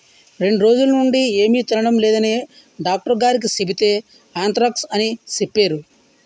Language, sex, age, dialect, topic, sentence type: Telugu, male, 31-35, Utterandhra, agriculture, statement